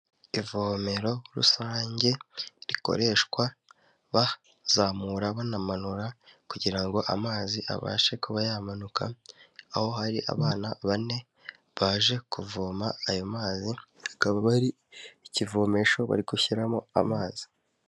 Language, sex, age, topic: Kinyarwanda, male, 18-24, health